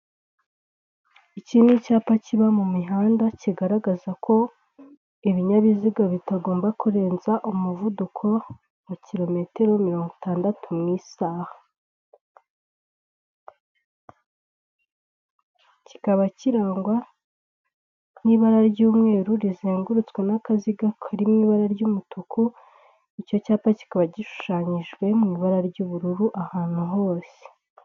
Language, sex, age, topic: Kinyarwanda, female, 25-35, government